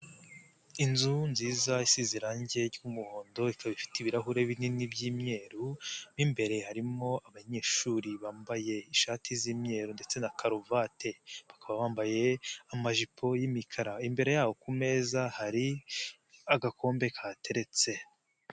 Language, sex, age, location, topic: Kinyarwanda, male, 25-35, Nyagatare, health